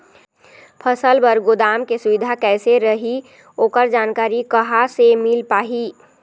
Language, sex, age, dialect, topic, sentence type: Chhattisgarhi, female, 51-55, Eastern, agriculture, question